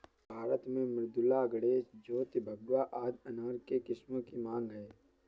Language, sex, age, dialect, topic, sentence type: Hindi, male, 31-35, Awadhi Bundeli, agriculture, statement